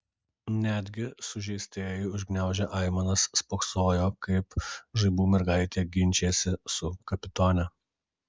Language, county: Lithuanian, Kaunas